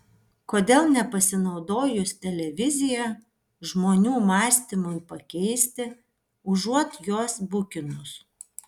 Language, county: Lithuanian, Vilnius